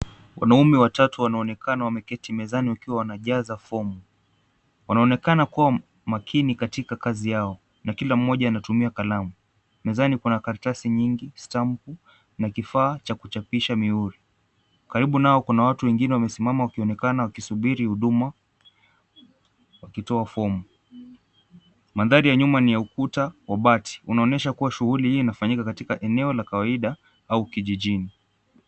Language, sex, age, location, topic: Swahili, male, 18-24, Mombasa, government